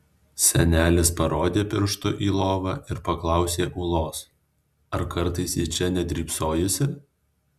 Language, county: Lithuanian, Alytus